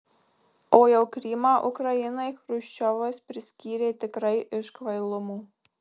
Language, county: Lithuanian, Marijampolė